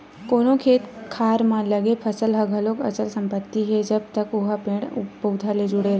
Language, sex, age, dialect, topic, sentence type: Chhattisgarhi, female, 56-60, Western/Budati/Khatahi, banking, statement